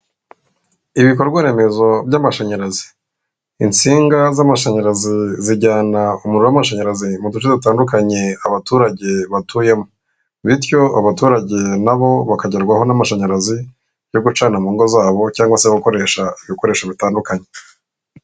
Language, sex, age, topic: Kinyarwanda, male, 36-49, government